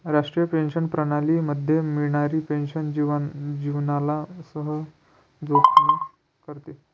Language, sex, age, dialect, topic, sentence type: Marathi, male, 56-60, Northern Konkan, banking, statement